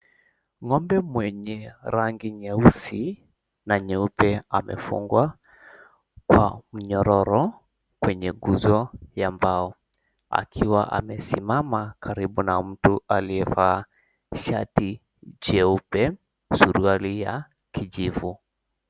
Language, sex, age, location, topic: Swahili, male, 18-24, Mombasa, agriculture